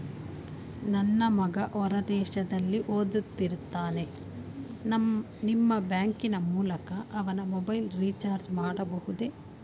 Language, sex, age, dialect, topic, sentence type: Kannada, female, 46-50, Mysore Kannada, banking, question